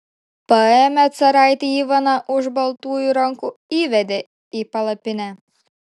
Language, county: Lithuanian, Šiauliai